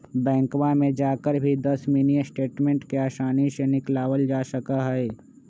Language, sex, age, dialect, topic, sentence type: Magahi, male, 25-30, Western, banking, statement